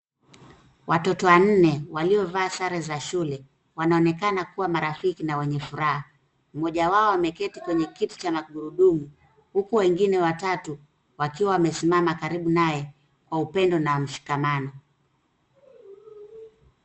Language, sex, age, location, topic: Swahili, female, 36-49, Nairobi, education